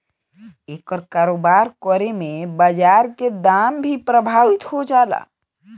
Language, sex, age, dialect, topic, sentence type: Bhojpuri, male, <18, Southern / Standard, banking, statement